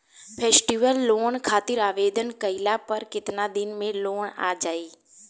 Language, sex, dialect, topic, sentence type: Bhojpuri, female, Southern / Standard, banking, question